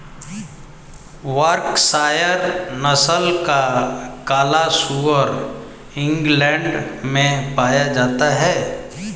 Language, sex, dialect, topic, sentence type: Hindi, male, Hindustani Malvi Khadi Boli, agriculture, statement